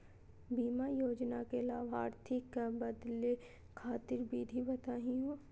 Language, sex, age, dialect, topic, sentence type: Magahi, female, 18-24, Southern, banking, question